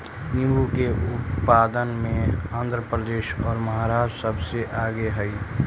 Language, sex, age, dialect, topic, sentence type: Magahi, male, 18-24, Central/Standard, agriculture, statement